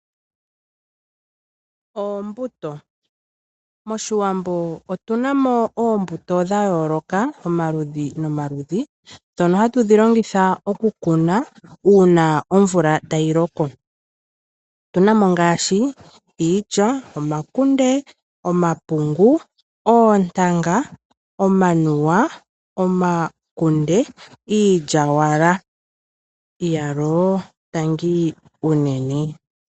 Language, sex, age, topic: Oshiwambo, female, 25-35, agriculture